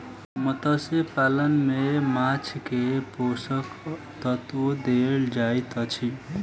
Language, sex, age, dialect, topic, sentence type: Maithili, female, 18-24, Southern/Standard, agriculture, statement